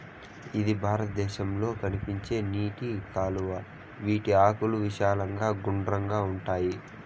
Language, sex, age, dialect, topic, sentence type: Telugu, male, 25-30, Southern, agriculture, statement